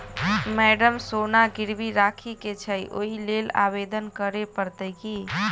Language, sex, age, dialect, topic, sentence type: Maithili, female, 18-24, Southern/Standard, banking, question